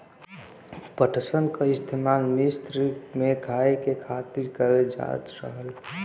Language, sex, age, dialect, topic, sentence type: Bhojpuri, male, 41-45, Western, agriculture, statement